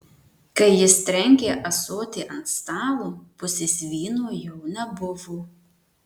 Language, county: Lithuanian, Marijampolė